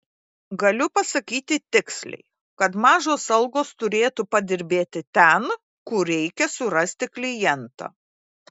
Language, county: Lithuanian, Klaipėda